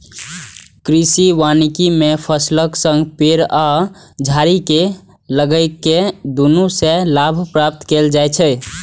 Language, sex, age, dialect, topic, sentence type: Maithili, male, 18-24, Eastern / Thethi, agriculture, statement